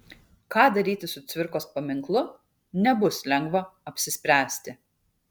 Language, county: Lithuanian, Kaunas